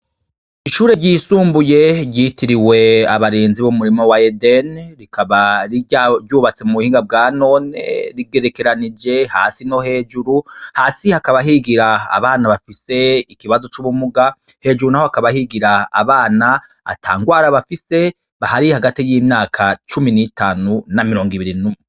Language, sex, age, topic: Rundi, male, 36-49, education